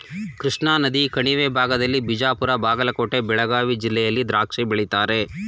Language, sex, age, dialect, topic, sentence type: Kannada, male, 36-40, Mysore Kannada, agriculture, statement